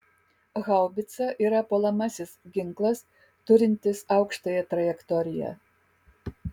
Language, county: Lithuanian, Kaunas